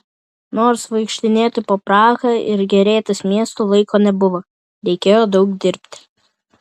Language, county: Lithuanian, Vilnius